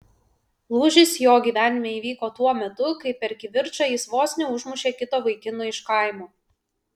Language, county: Lithuanian, Vilnius